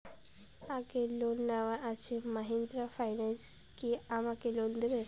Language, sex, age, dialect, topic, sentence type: Bengali, female, 18-24, Rajbangshi, banking, question